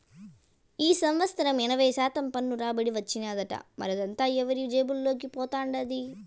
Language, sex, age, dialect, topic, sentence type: Telugu, female, 18-24, Southern, banking, statement